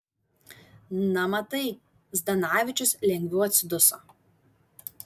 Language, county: Lithuanian, Vilnius